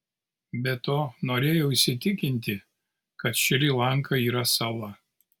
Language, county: Lithuanian, Kaunas